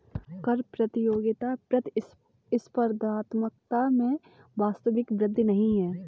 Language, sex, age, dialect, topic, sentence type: Hindi, female, 18-24, Kanauji Braj Bhasha, banking, statement